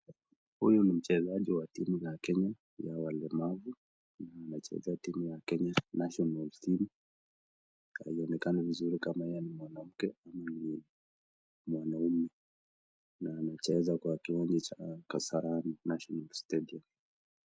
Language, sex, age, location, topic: Swahili, male, 25-35, Nakuru, education